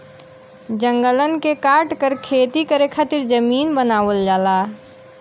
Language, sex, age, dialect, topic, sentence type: Bhojpuri, female, 18-24, Western, agriculture, statement